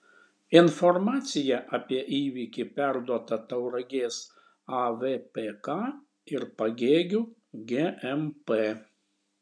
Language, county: Lithuanian, Šiauliai